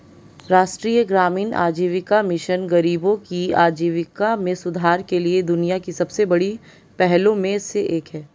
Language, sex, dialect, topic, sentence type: Hindi, female, Marwari Dhudhari, banking, statement